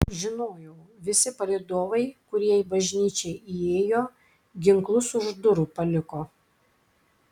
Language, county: Lithuanian, Klaipėda